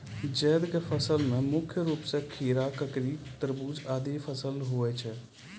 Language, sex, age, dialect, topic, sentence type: Maithili, male, 25-30, Angika, agriculture, statement